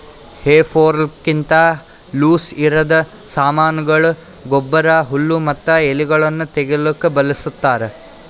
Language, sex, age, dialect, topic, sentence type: Kannada, male, 60-100, Northeastern, agriculture, statement